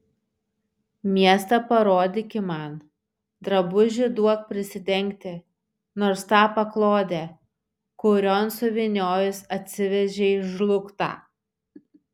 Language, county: Lithuanian, Šiauliai